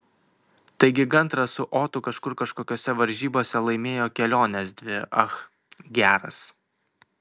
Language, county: Lithuanian, Kaunas